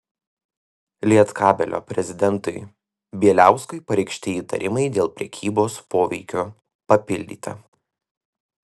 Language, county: Lithuanian, Vilnius